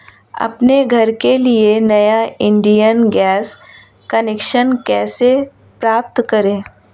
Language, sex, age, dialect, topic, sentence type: Hindi, female, 31-35, Marwari Dhudhari, banking, question